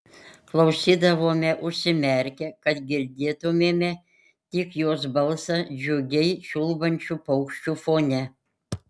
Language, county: Lithuanian, Panevėžys